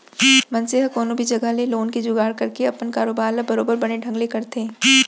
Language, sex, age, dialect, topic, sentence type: Chhattisgarhi, female, 25-30, Central, banking, statement